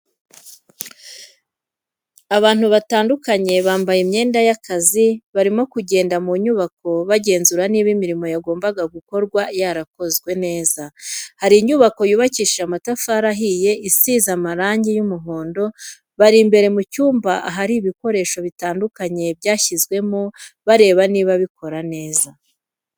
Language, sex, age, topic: Kinyarwanda, female, 25-35, education